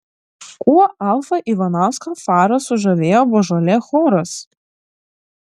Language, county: Lithuanian, Klaipėda